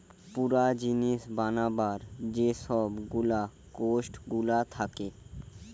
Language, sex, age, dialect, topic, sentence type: Bengali, male, <18, Western, banking, statement